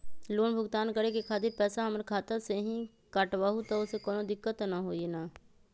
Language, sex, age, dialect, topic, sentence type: Magahi, female, 25-30, Western, banking, question